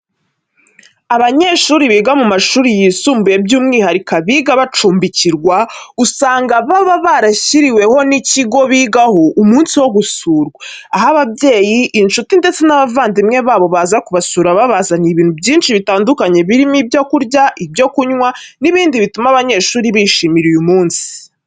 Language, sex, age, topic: Kinyarwanda, female, 18-24, education